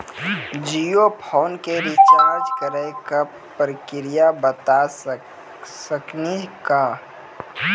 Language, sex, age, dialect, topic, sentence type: Maithili, male, 18-24, Angika, banking, question